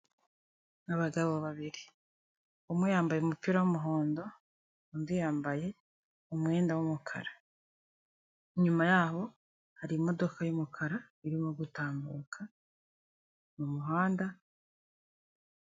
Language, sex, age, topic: Kinyarwanda, female, 25-35, finance